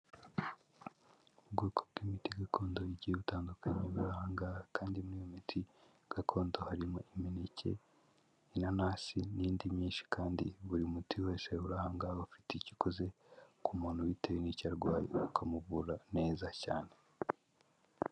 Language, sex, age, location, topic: Kinyarwanda, male, 18-24, Kigali, health